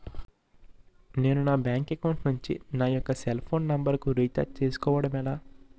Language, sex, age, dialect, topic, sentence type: Telugu, male, 41-45, Utterandhra, banking, question